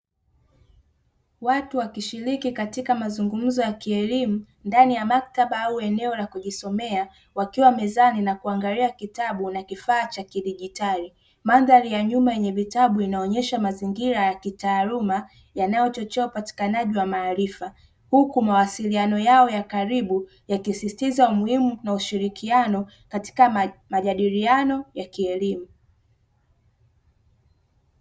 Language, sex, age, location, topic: Swahili, male, 18-24, Dar es Salaam, education